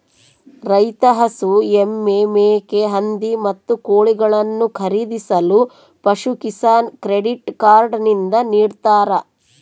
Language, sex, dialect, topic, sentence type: Kannada, female, Central, agriculture, statement